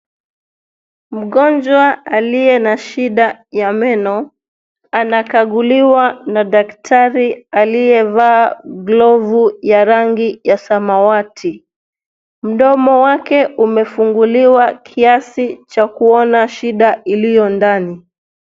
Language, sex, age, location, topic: Swahili, female, 36-49, Nairobi, health